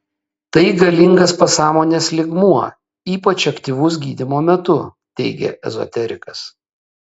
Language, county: Lithuanian, Kaunas